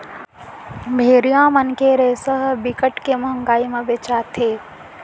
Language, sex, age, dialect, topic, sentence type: Chhattisgarhi, female, 18-24, Central, agriculture, statement